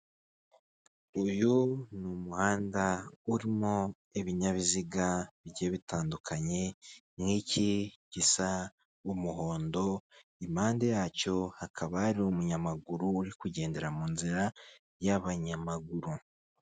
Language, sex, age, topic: Kinyarwanda, male, 25-35, government